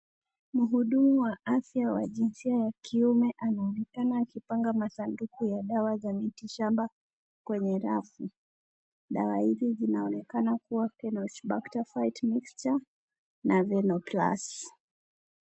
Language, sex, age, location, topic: Swahili, female, 18-24, Kisii, health